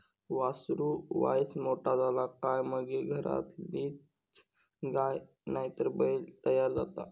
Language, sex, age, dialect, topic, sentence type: Marathi, male, 41-45, Southern Konkan, agriculture, statement